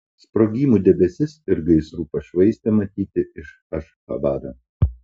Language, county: Lithuanian, Panevėžys